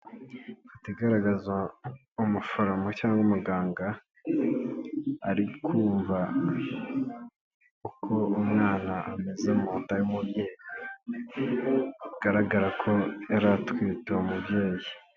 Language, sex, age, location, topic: Kinyarwanda, male, 18-24, Nyagatare, health